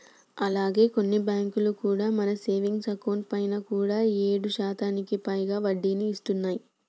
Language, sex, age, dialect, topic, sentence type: Telugu, female, 18-24, Telangana, banking, statement